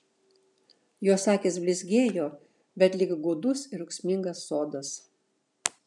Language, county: Lithuanian, Šiauliai